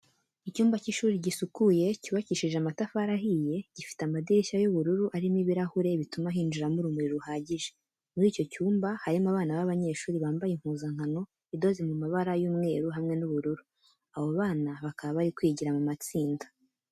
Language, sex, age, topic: Kinyarwanda, female, 18-24, education